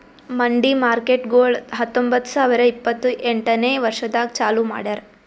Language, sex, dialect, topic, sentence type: Kannada, female, Northeastern, agriculture, statement